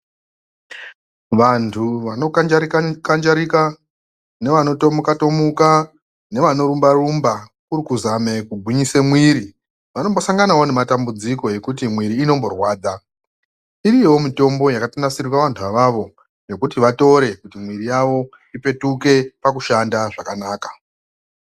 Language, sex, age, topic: Ndau, female, 25-35, health